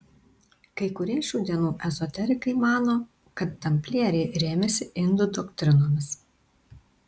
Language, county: Lithuanian, Tauragė